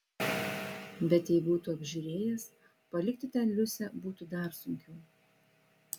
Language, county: Lithuanian, Vilnius